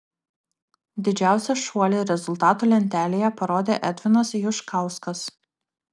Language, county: Lithuanian, Kaunas